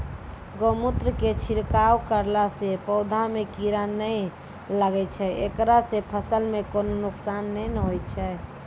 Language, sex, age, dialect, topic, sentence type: Maithili, female, 25-30, Angika, agriculture, question